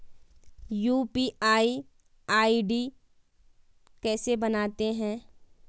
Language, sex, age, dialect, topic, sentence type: Hindi, female, 18-24, Garhwali, banking, question